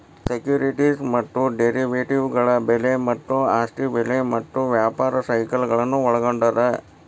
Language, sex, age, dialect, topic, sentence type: Kannada, male, 60-100, Dharwad Kannada, banking, statement